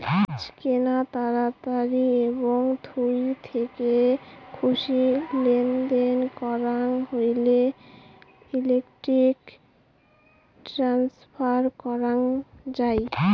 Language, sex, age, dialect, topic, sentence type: Bengali, female, 18-24, Rajbangshi, banking, statement